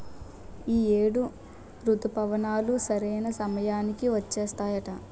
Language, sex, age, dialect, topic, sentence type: Telugu, female, 60-100, Utterandhra, agriculture, statement